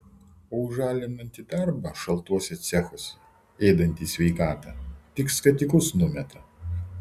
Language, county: Lithuanian, Vilnius